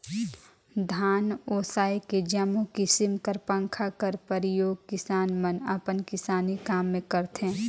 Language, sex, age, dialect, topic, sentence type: Chhattisgarhi, female, 25-30, Northern/Bhandar, agriculture, statement